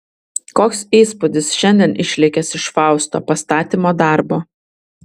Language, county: Lithuanian, Vilnius